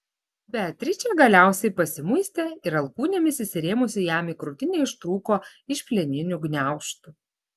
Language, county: Lithuanian, Klaipėda